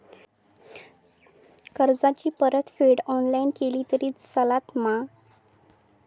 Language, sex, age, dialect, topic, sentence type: Marathi, female, 18-24, Southern Konkan, banking, question